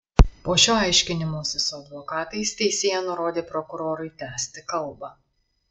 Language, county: Lithuanian, Marijampolė